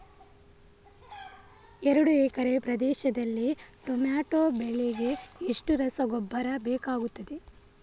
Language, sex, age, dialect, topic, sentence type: Kannada, female, 25-30, Coastal/Dakshin, agriculture, question